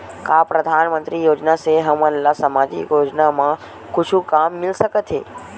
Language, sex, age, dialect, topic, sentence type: Chhattisgarhi, male, 18-24, Western/Budati/Khatahi, banking, question